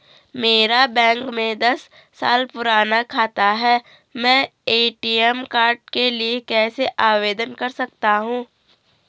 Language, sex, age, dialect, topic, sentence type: Hindi, female, 18-24, Garhwali, banking, question